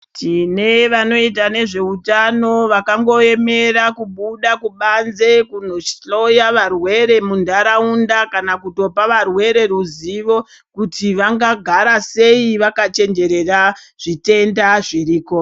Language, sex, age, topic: Ndau, female, 36-49, health